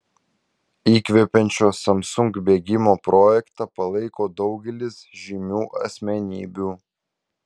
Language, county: Lithuanian, Vilnius